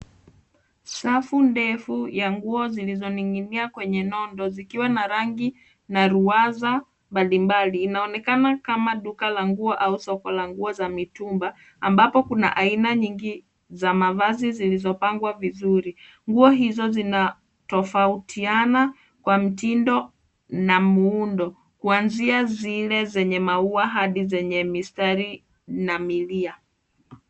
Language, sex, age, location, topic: Swahili, female, 25-35, Nairobi, finance